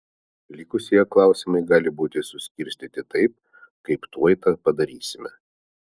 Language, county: Lithuanian, Vilnius